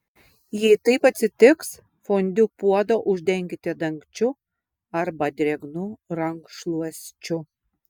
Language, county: Lithuanian, Vilnius